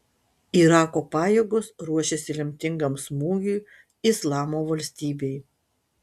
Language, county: Lithuanian, Utena